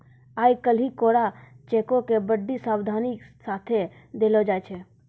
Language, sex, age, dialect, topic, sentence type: Maithili, female, 18-24, Angika, banking, statement